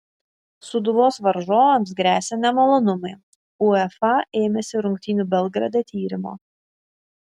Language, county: Lithuanian, Šiauliai